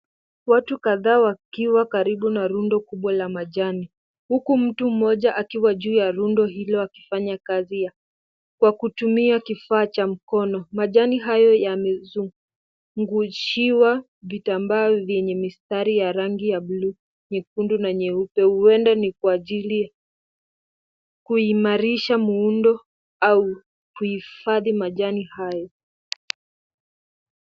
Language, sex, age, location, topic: Swahili, female, 18-24, Kisumu, agriculture